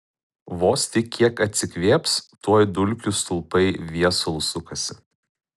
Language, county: Lithuanian, Utena